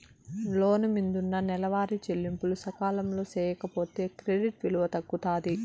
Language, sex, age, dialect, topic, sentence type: Telugu, male, 56-60, Southern, banking, statement